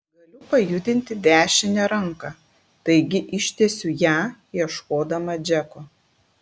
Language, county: Lithuanian, Klaipėda